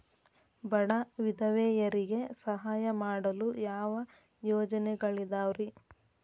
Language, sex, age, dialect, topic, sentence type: Kannada, female, 36-40, Dharwad Kannada, banking, question